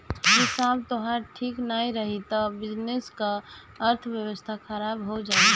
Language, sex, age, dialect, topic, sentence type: Bhojpuri, female, 18-24, Northern, banking, statement